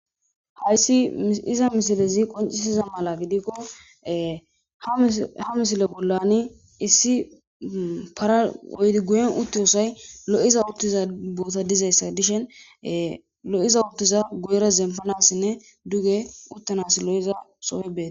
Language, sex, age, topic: Gamo, female, 25-35, government